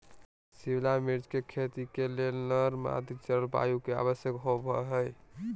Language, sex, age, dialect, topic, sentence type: Magahi, male, 18-24, Southern, agriculture, statement